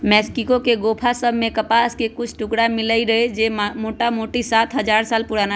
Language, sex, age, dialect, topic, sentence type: Magahi, female, 25-30, Western, agriculture, statement